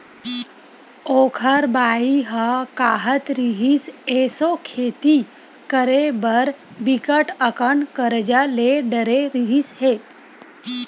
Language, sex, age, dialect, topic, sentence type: Chhattisgarhi, female, 25-30, Western/Budati/Khatahi, agriculture, statement